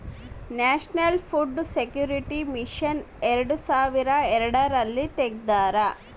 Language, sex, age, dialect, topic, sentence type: Kannada, female, 36-40, Central, agriculture, statement